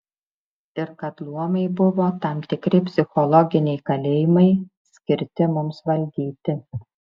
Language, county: Lithuanian, Šiauliai